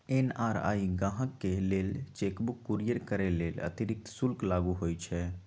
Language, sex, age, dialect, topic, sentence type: Magahi, male, 18-24, Western, banking, statement